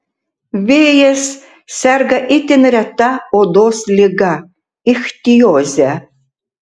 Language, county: Lithuanian, Tauragė